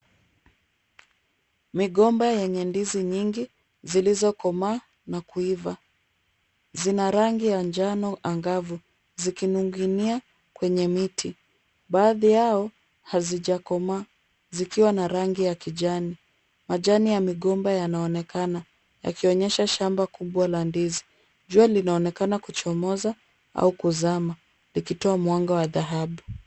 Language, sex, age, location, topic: Swahili, female, 25-35, Kisumu, agriculture